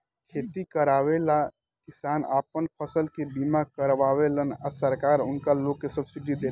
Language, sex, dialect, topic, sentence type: Bhojpuri, male, Southern / Standard, banking, statement